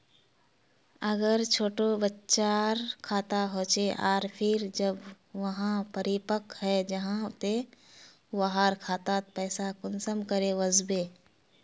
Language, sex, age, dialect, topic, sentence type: Magahi, female, 18-24, Northeastern/Surjapuri, banking, question